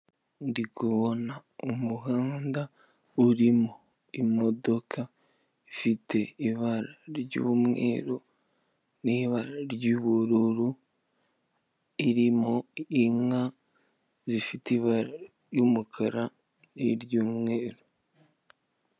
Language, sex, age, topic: Kinyarwanda, male, 18-24, government